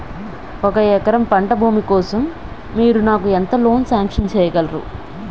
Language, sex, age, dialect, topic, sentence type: Telugu, female, 25-30, Utterandhra, banking, question